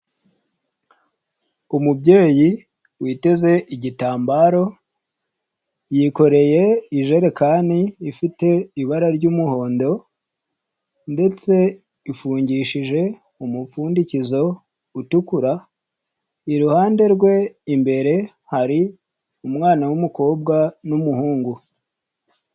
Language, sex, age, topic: Kinyarwanda, male, 25-35, health